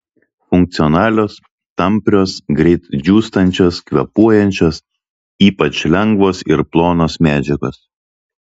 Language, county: Lithuanian, Telšiai